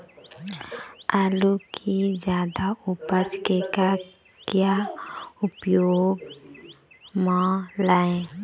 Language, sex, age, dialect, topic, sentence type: Chhattisgarhi, female, 18-24, Eastern, agriculture, question